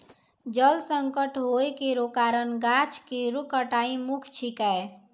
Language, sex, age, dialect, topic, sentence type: Maithili, female, 60-100, Angika, agriculture, statement